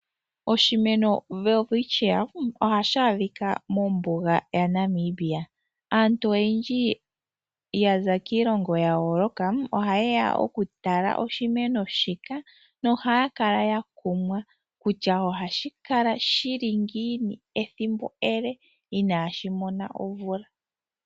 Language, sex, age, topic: Oshiwambo, female, 25-35, agriculture